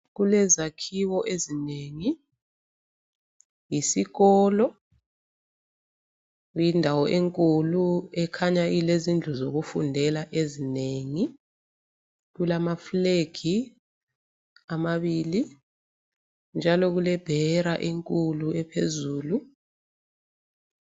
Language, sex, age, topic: North Ndebele, female, 36-49, education